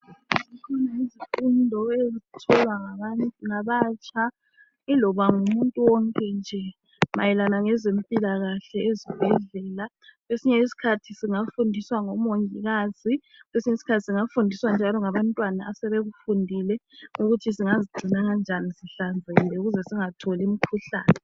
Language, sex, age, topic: North Ndebele, female, 25-35, health